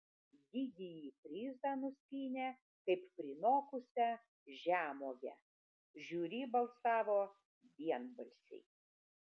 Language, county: Lithuanian, Vilnius